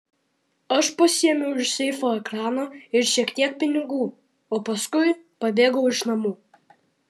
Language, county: Lithuanian, Vilnius